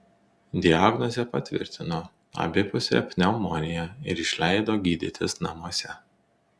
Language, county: Lithuanian, Telšiai